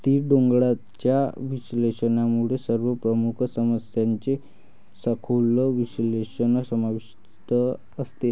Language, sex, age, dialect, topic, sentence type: Marathi, male, 18-24, Varhadi, banking, statement